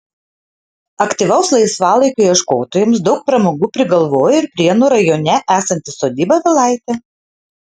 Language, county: Lithuanian, Utena